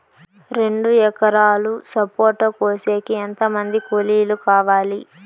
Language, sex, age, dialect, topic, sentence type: Telugu, female, 18-24, Southern, agriculture, question